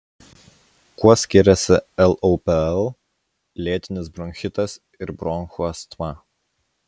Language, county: Lithuanian, Utena